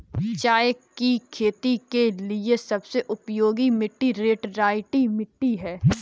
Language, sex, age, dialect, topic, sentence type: Hindi, female, 18-24, Kanauji Braj Bhasha, agriculture, statement